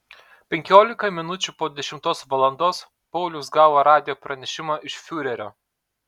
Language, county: Lithuanian, Telšiai